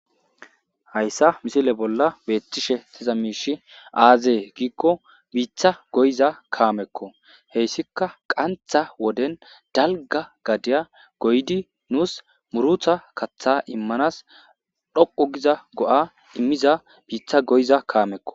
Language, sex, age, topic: Gamo, male, 25-35, agriculture